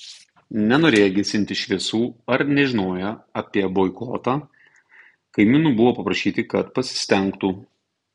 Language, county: Lithuanian, Tauragė